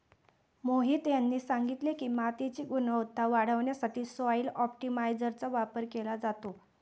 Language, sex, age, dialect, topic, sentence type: Marathi, female, 18-24, Standard Marathi, agriculture, statement